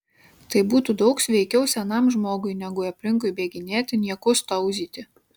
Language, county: Lithuanian, Kaunas